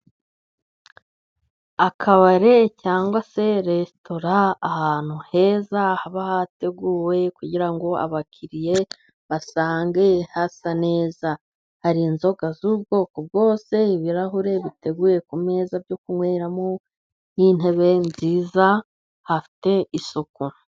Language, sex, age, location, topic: Kinyarwanda, female, 25-35, Musanze, finance